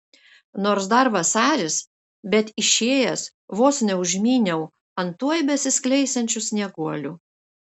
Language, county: Lithuanian, Šiauliai